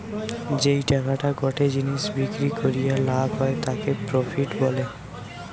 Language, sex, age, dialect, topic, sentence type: Bengali, male, 18-24, Western, banking, statement